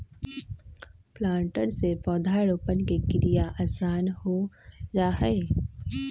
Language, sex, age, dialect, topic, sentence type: Magahi, female, 25-30, Western, agriculture, statement